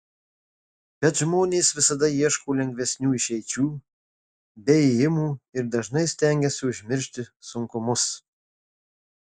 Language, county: Lithuanian, Marijampolė